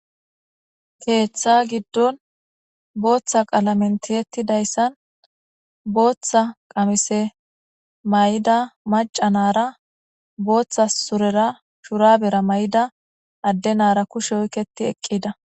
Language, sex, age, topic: Gamo, female, 25-35, government